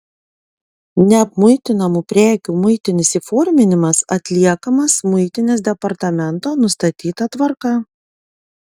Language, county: Lithuanian, Panevėžys